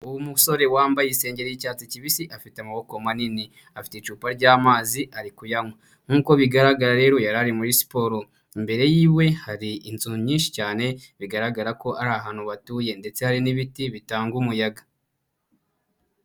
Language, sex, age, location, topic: Kinyarwanda, male, 25-35, Huye, health